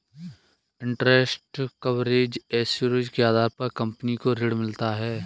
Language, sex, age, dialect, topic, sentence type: Hindi, male, 25-30, Kanauji Braj Bhasha, banking, statement